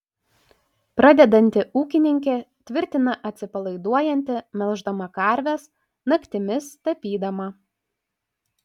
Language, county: Lithuanian, Panevėžys